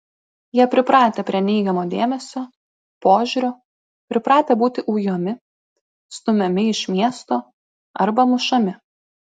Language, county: Lithuanian, Klaipėda